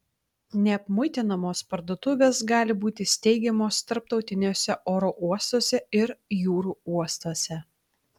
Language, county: Lithuanian, Vilnius